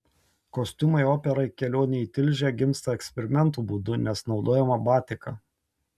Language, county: Lithuanian, Tauragė